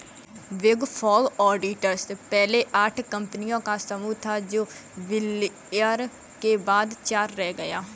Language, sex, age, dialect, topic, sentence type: Hindi, female, 25-30, Kanauji Braj Bhasha, banking, statement